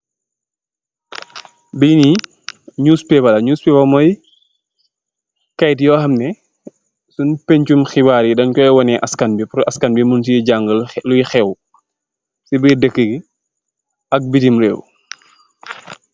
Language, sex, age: Wolof, male, 25-35